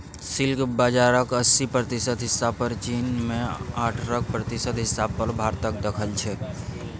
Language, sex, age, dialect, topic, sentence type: Maithili, male, 25-30, Bajjika, agriculture, statement